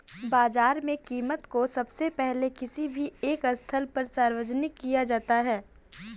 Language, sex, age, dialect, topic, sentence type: Hindi, female, 18-24, Kanauji Braj Bhasha, banking, statement